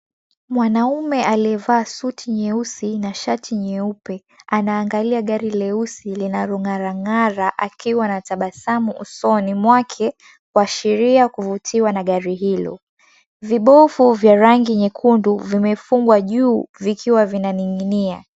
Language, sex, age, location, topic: Swahili, female, 18-24, Mombasa, finance